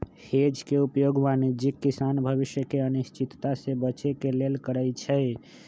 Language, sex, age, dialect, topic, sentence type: Magahi, male, 25-30, Western, banking, statement